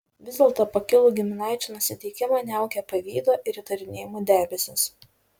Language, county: Lithuanian, Šiauliai